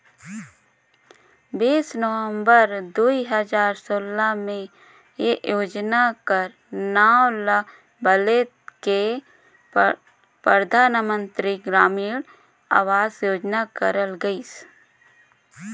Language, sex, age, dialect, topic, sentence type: Chhattisgarhi, female, 31-35, Northern/Bhandar, banking, statement